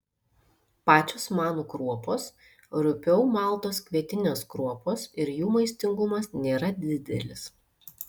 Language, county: Lithuanian, Šiauliai